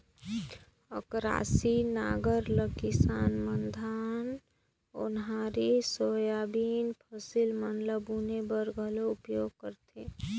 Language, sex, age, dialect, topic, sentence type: Chhattisgarhi, female, 25-30, Northern/Bhandar, agriculture, statement